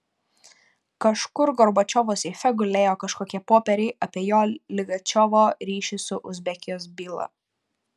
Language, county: Lithuanian, Panevėžys